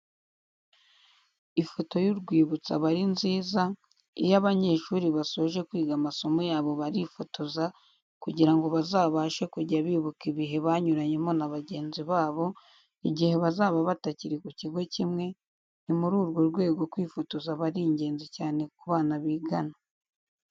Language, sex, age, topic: Kinyarwanda, female, 18-24, education